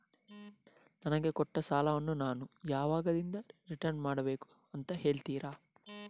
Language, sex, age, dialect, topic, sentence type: Kannada, male, 31-35, Coastal/Dakshin, banking, question